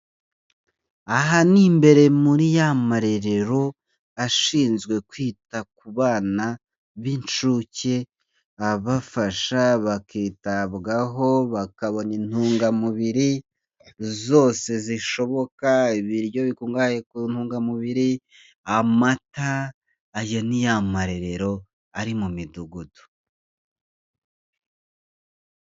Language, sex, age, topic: Kinyarwanda, male, 25-35, health